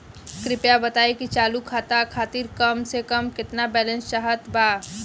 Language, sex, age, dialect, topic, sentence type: Bhojpuri, female, 18-24, Western, banking, statement